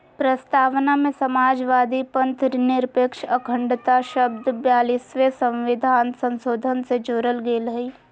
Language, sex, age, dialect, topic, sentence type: Magahi, female, 18-24, Southern, banking, statement